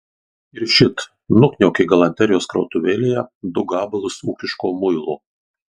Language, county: Lithuanian, Marijampolė